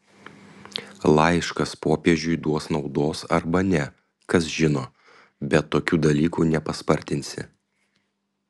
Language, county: Lithuanian, Panevėžys